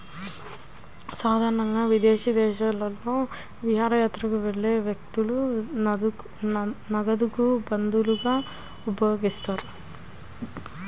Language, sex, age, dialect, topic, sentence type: Telugu, female, 18-24, Central/Coastal, banking, statement